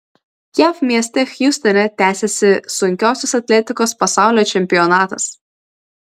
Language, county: Lithuanian, Vilnius